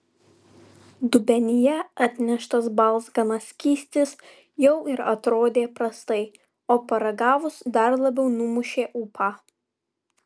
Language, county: Lithuanian, Vilnius